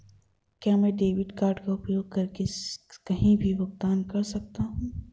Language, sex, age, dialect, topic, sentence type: Hindi, female, 25-30, Marwari Dhudhari, banking, question